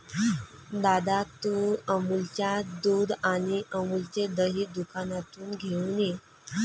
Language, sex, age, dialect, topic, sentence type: Marathi, female, 25-30, Varhadi, agriculture, statement